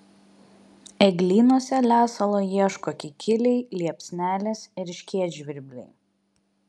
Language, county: Lithuanian, Vilnius